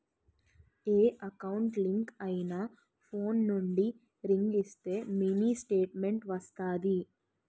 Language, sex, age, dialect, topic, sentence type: Telugu, female, 18-24, Utterandhra, banking, statement